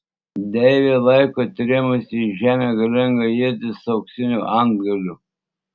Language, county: Lithuanian, Tauragė